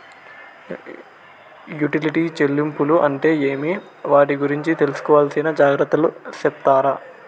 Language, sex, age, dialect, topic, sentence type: Telugu, male, 18-24, Southern, banking, question